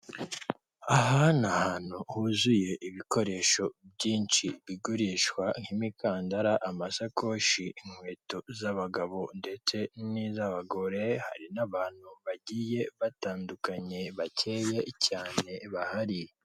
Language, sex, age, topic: Kinyarwanda, female, 36-49, finance